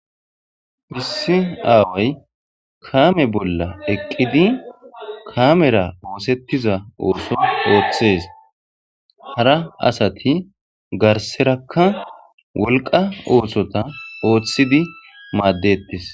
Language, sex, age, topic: Gamo, male, 25-35, agriculture